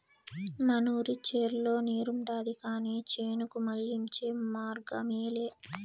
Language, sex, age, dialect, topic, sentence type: Telugu, female, 18-24, Southern, agriculture, statement